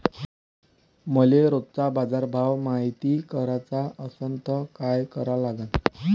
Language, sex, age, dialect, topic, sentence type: Marathi, male, 18-24, Varhadi, agriculture, question